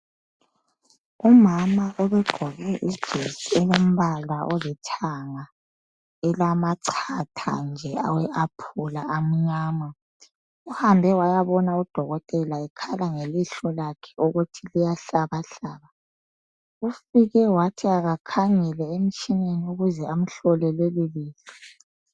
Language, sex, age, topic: North Ndebele, female, 25-35, health